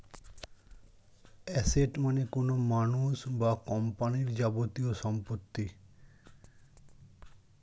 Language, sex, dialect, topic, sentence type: Bengali, male, Standard Colloquial, banking, statement